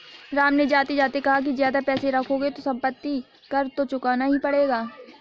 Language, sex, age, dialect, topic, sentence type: Hindi, female, 56-60, Hindustani Malvi Khadi Boli, banking, statement